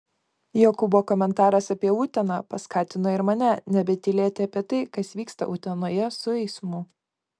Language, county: Lithuanian, Kaunas